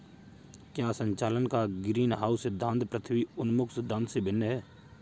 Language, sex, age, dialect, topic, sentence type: Hindi, male, 56-60, Kanauji Braj Bhasha, agriculture, statement